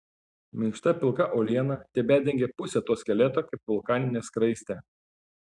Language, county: Lithuanian, Panevėžys